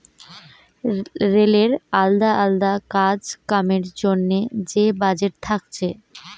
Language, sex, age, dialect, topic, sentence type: Bengali, female, 18-24, Western, banking, statement